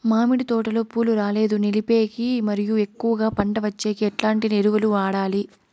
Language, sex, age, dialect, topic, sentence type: Telugu, female, 18-24, Southern, agriculture, question